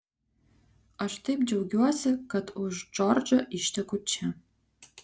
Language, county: Lithuanian, Kaunas